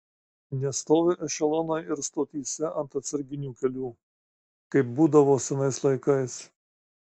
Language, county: Lithuanian, Marijampolė